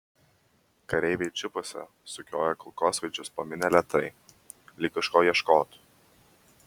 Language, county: Lithuanian, Vilnius